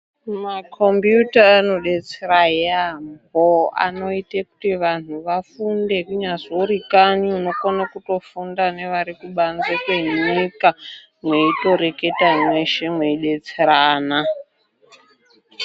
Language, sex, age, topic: Ndau, female, 25-35, education